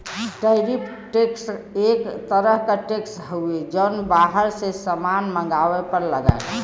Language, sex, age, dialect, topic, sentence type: Bhojpuri, female, 25-30, Western, banking, statement